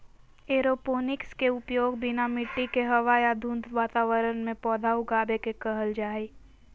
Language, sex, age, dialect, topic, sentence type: Magahi, female, 18-24, Southern, agriculture, statement